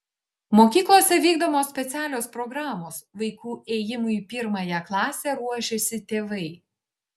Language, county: Lithuanian, Šiauliai